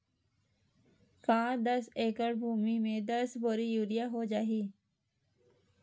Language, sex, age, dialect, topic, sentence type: Chhattisgarhi, female, 18-24, Western/Budati/Khatahi, agriculture, question